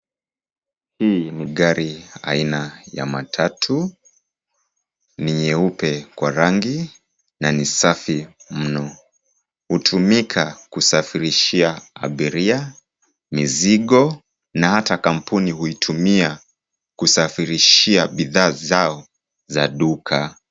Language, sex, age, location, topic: Swahili, male, 25-35, Kisumu, finance